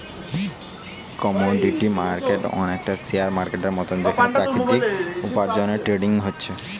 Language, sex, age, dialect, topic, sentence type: Bengali, male, 18-24, Western, banking, statement